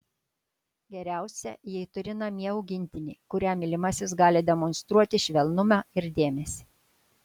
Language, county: Lithuanian, Šiauliai